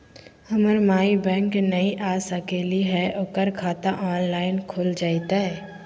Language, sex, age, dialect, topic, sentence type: Magahi, female, 25-30, Southern, banking, question